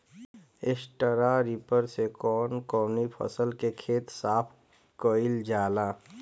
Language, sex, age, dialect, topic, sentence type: Bhojpuri, female, 25-30, Northern, agriculture, question